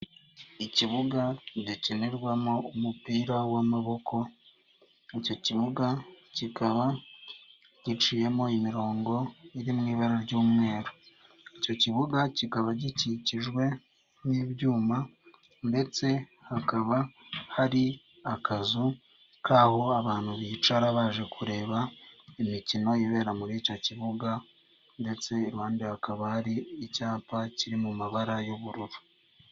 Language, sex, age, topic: Kinyarwanda, male, 18-24, government